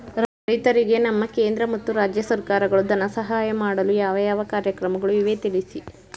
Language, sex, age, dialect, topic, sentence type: Kannada, female, 18-24, Mysore Kannada, agriculture, question